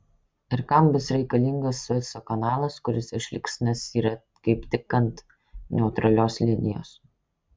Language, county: Lithuanian, Kaunas